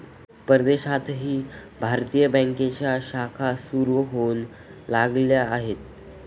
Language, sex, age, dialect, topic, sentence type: Marathi, male, 18-24, Standard Marathi, banking, statement